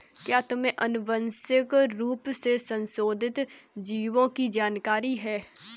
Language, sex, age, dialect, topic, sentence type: Hindi, female, 18-24, Kanauji Braj Bhasha, agriculture, statement